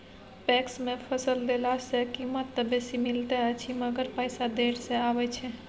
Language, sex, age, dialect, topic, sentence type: Maithili, female, 25-30, Bajjika, agriculture, question